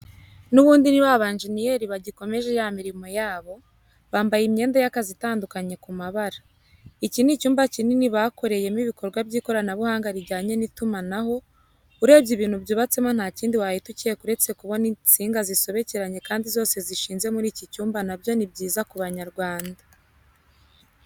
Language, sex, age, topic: Kinyarwanda, female, 18-24, education